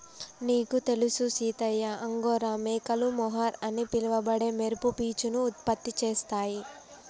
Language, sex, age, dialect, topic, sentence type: Telugu, female, 18-24, Telangana, agriculture, statement